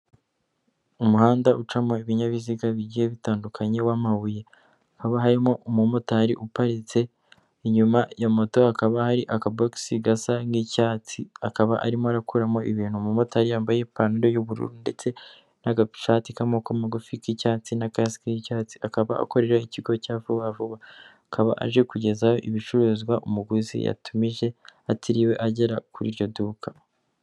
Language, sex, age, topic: Kinyarwanda, female, 18-24, finance